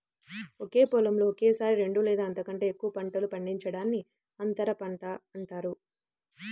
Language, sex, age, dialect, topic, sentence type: Telugu, female, 18-24, Central/Coastal, agriculture, statement